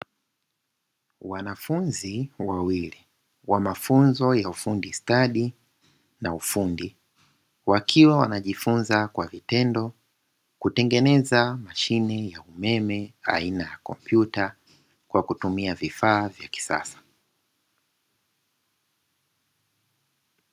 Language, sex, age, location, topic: Swahili, male, 25-35, Dar es Salaam, education